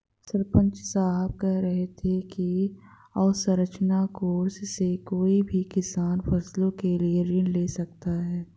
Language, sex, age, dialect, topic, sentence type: Hindi, female, 25-30, Hindustani Malvi Khadi Boli, agriculture, statement